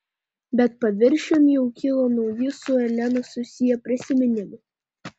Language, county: Lithuanian, Panevėžys